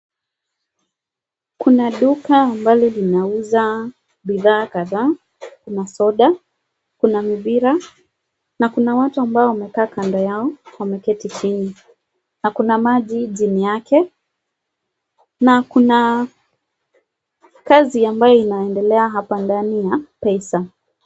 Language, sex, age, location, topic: Swahili, female, 25-35, Nakuru, finance